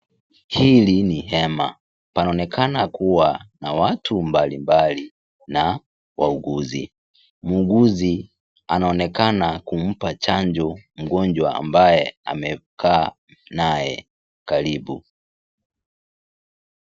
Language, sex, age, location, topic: Swahili, male, 18-24, Kisii, health